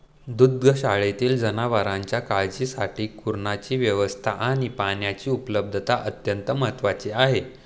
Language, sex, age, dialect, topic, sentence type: Marathi, male, 18-24, Standard Marathi, agriculture, statement